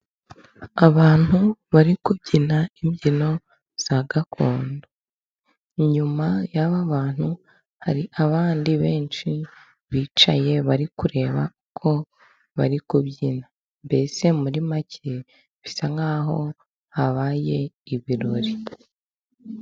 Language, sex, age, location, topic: Kinyarwanda, female, 18-24, Musanze, government